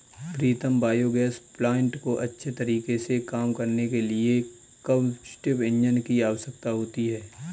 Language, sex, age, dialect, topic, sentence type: Hindi, male, 25-30, Kanauji Braj Bhasha, agriculture, statement